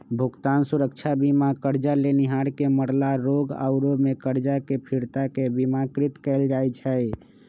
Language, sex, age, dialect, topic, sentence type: Magahi, male, 25-30, Western, banking, statement